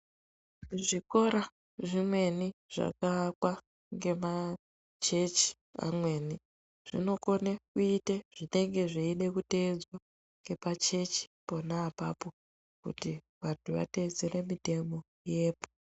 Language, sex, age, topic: Ndau, female, 25-35, education